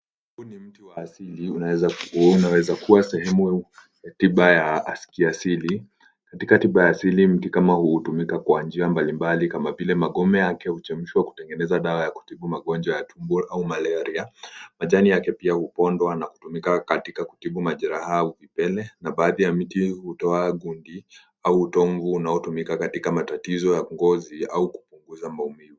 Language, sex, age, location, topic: Swahili, male, 18-24, Nairobi, health